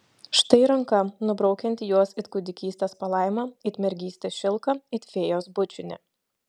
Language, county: Lithuanian, Šiauliai